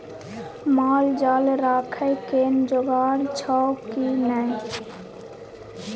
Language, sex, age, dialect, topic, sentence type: Maithili, female, 25-30, Bajjika, agriculture, statement